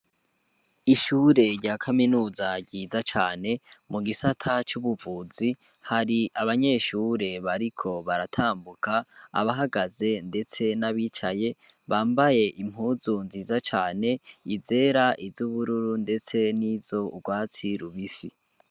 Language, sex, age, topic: Rundi, male, 18-24, education